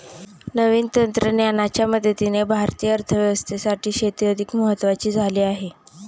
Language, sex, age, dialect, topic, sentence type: Marathi, female, 18-24, Standard Marathi, agriculture, statement